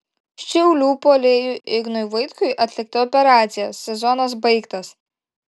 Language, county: Lithuanian, Šiauliai